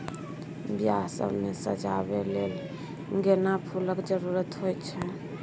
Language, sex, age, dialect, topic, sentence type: Maithili, female, 18-24, Bajjika, agriculture, statement